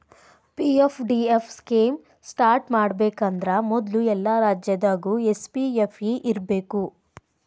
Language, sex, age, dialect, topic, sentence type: Kannada, female, 25-30, Dharwad Kannada, banking, statement